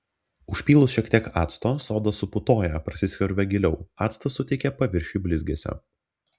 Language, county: Lithuanian, Vilnius